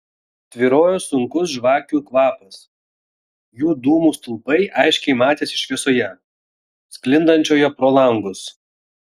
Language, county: Lithuanian, Vilnius